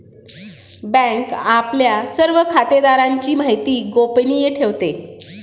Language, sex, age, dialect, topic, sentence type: Marathi, female, 36-40, Standard Marathi, banking, statement